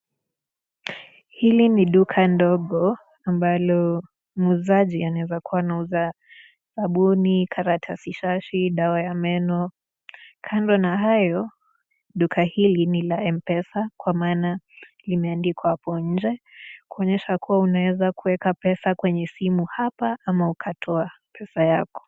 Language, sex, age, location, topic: Swahili, female, 18-24, Nakuru, finance